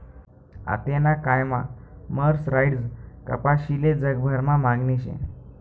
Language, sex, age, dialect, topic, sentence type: Marathi, male, 18-24, Northern Konkan, agriculture, statement